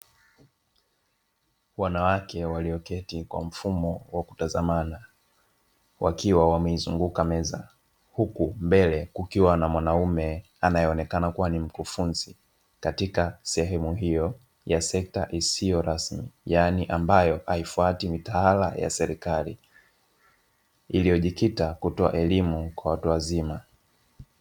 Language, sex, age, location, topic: Swahili, male, 25-35, Dar es Salaam, education